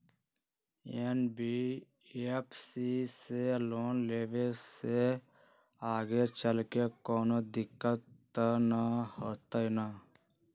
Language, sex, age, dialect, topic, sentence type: Magahi, male, 31-35, Western, banking, question